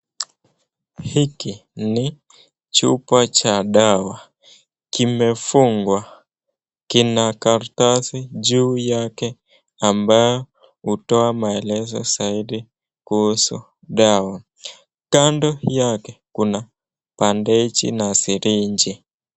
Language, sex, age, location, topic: Swahili, male, 18-24, Nakuru, health